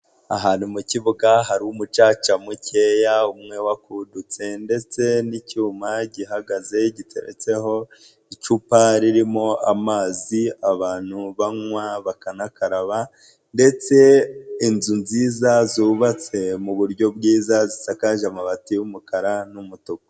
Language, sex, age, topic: Kinyarwanda, male, 25-35, education